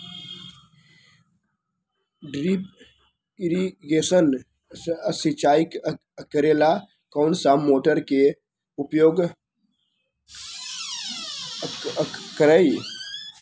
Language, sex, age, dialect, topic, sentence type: Magahi, male, 18-24, Western, agriculture, question